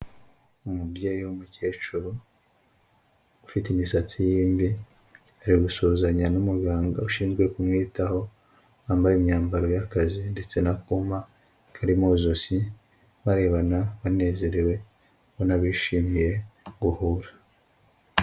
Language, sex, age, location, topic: Kinyarwanda, male, 25-35, Huye, health